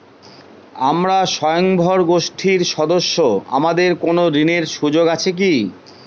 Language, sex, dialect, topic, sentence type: Bengali, male, Northern/Varendri, banking, question